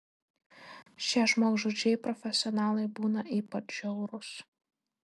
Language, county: Lithuanian, Telšiai